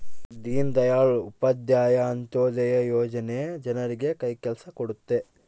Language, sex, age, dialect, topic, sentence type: Kannada, male, 18-24, Central, banking, statement